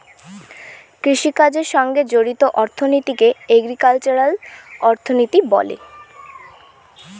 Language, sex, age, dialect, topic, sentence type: Bengali, male, 31-35, Northern/Varendri, banking, statement